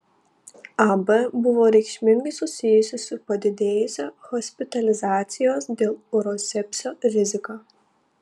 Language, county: Lithuanian, Panevėžys